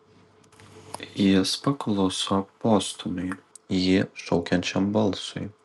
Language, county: Lithuanian, Vilnius